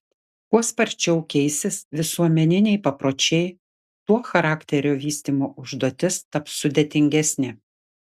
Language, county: Lithuanian, Šiauliai